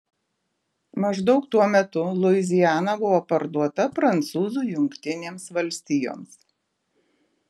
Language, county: Lithuanian, Alytus